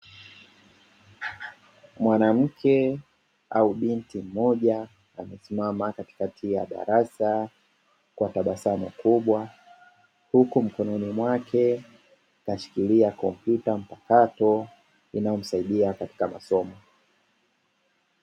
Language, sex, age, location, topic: Swahili, male, 25-35, Dar es Salaam, education